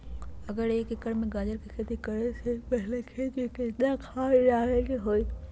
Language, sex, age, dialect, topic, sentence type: Magahi, female, 31-35, Western, agriculture, question